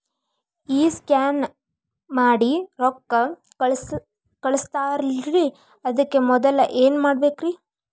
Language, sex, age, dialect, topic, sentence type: Kannada, female, 18-24, Dharwad Kannada, banking, question